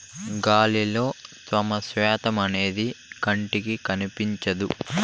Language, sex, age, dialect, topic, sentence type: Telugu, male, 56-60, Southern, agriculture, statement